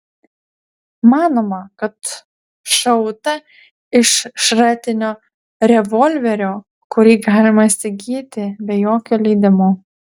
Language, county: Lithuanian, Utena